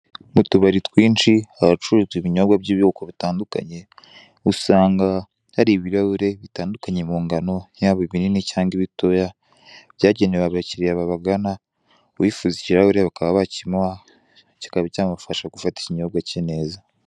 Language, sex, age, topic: Kinyarwanda, male, 18-24, finance